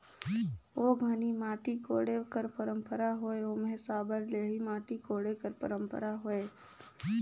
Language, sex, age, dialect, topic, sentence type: Chhattisgarhi, female, 18-24, Northern/Bhandar, agriculture, statement